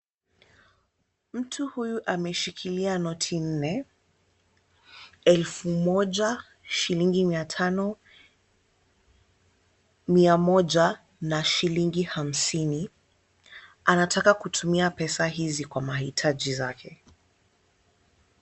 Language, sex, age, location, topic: Swahili, female, 25-35, Kisumu, finance